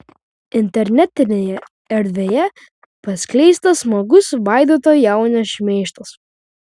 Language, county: Lithuanian, Vilnius